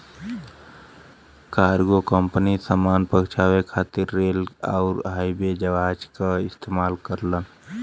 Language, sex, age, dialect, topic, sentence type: Bhojpuri, male, 18-24, Western, banking, statement